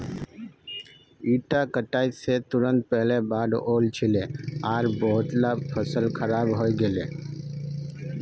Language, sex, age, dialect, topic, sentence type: Magahi, male, 25-30, Northeastern/Surjapuri, agriculture, statement